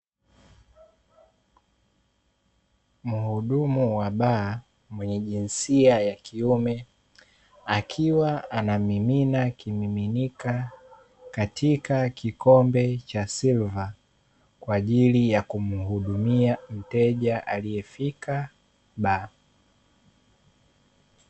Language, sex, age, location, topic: Swahili, male, 18-24, Dar es Salaam, finance